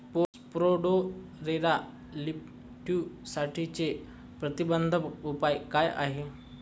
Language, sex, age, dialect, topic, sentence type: Marathi, male, 25-30, Standard Marathi, agriculture, question